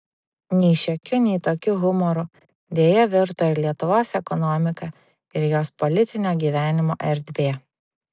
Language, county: Lithuanian, Vilnius